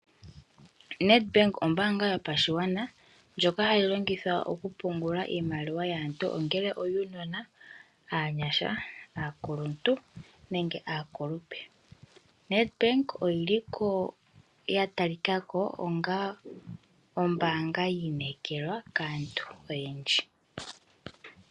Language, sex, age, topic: Oshiwambo, female, 18-24, finance